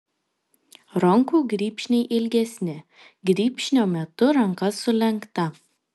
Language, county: Lithuanian, Panevėžys